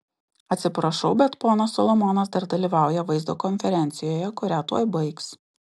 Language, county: Lithuanian, Utena